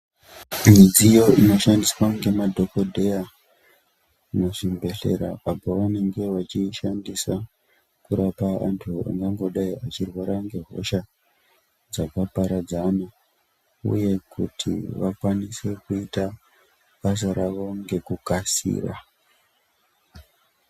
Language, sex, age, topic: Ndau, male, 25-35, health